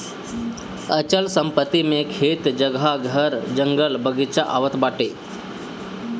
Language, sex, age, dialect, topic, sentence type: Bhojpuri, male, 25-30, Northern, banking, statement